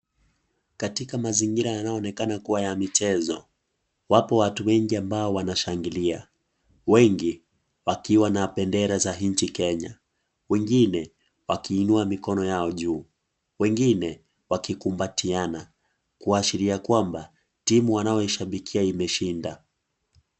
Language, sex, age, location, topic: Swahili, male, 18-24, Kisii, government